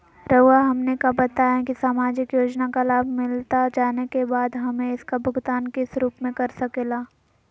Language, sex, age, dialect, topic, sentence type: Magahi, female, 18-24, Southern, banking, question